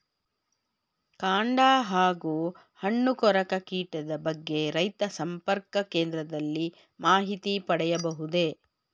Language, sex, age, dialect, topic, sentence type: Kannada, female, 46-50, Mysore Kannada, agriculture, question